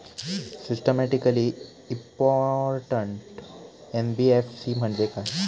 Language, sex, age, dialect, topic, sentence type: Marathi, male, 18-24, Standard Marathi, banking, question